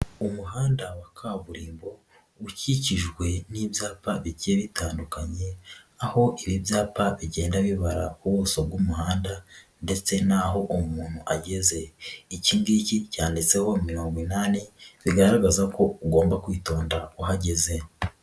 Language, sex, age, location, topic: Kinyarwanda, female, 36-49, Nyagatare, government